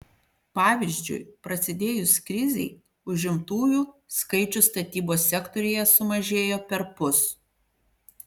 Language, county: Lithuanian, Panevėžys